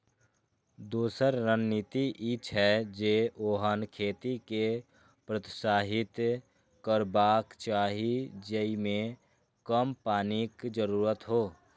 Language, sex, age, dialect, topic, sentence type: Maithili, male, 18-24, Eastern / Thethi, agriculture, statement